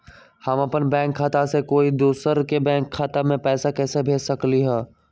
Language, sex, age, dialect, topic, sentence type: Magahi, male, 18-24, Western, banking, question